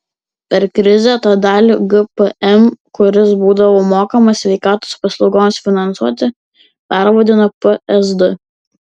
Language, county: Lithuanian, Vilnius